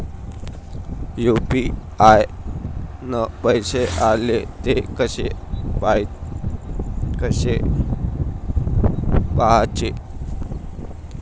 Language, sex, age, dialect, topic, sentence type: Marathi, male, 25-30, Varhadi, banking, question